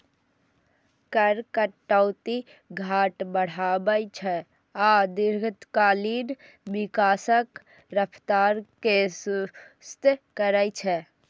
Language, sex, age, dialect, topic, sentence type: Maithili, female, 18-24, Eastern / Thethi, banking, statement